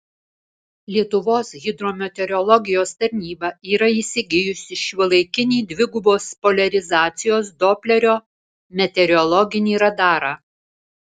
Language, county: Lithuanian, Alytus